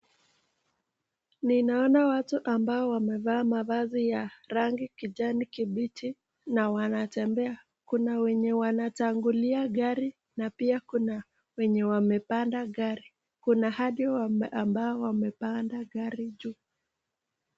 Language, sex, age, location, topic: Swahili, female, 18-24, Nakuru, government